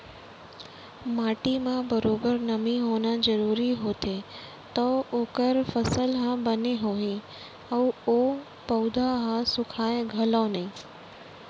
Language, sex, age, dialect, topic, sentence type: Chhattisgarhi, female, 36-40, Central, agriculture, statement